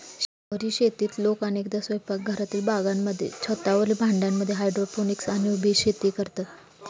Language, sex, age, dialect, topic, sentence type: Marathi, female, 31-35, Standard Marathi, agriculture, statement